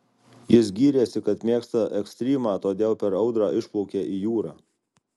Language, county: Lithuanian, Alytus